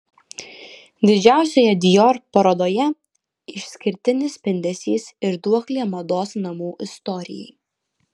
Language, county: Lithuanian, Alytus